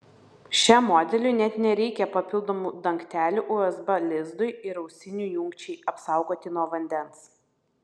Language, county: Lithuanian, Vilnius